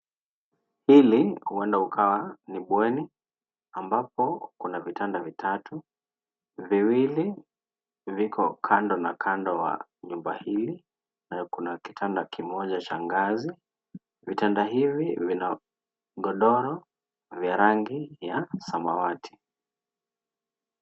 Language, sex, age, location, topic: Swahili, male, 18-24, Nairobi, education